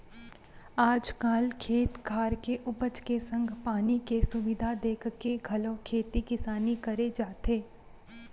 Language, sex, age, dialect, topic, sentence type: Chhattisgarhi, female, 18-24, Central, agriculture, statement